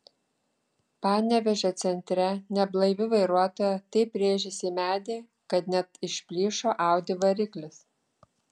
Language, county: Lithuanian, Klaipėda